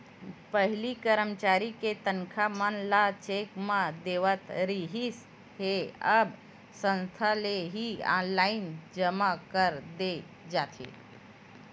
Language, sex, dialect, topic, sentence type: Chhattisgarhi, female, Western/Budati/Khatahi, banking, statement